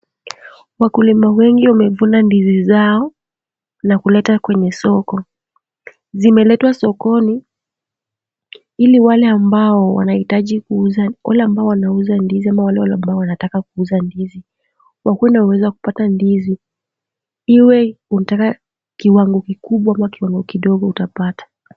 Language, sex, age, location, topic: Swahili, female, 18-24, Kisumu, agriculture